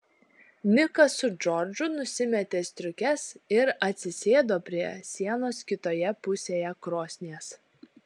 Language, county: Lithuanian, Šiauliai